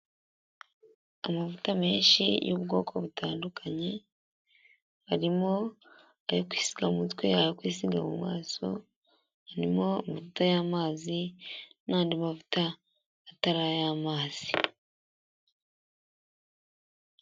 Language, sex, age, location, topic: Kinyarwanda, female, 18-24, Huye, health